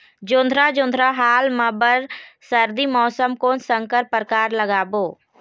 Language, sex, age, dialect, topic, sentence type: Chhattisgarhi, female, 18-24, Eastern, agriculture, question